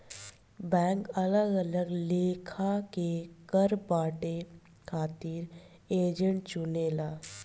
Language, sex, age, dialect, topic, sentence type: Bhojpuri, female, 25-30, Southern / Standard, banking, statement